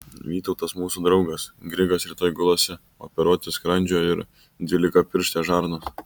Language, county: Lithuanian, Kaunas